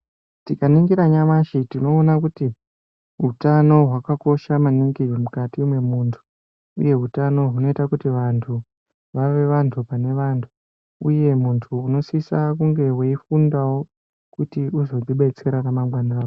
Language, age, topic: Ndau, 18-24, health